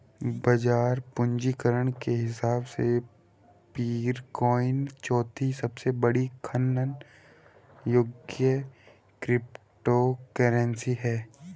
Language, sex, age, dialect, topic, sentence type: Hindi, female, 31-35, Hindustani Malvi Khadi Boli, banking, statement